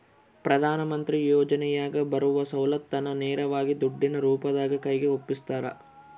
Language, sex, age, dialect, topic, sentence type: Kannada, male, 41-45, Central, banking, question